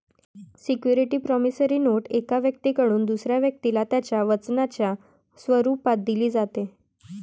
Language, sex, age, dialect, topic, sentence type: Marathi, female, 18-24, Varhadi, banking, statement